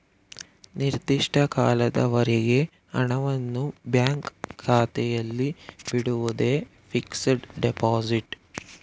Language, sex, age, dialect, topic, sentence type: Kannada, male, 18-24, Mysore Kannada, banking, statement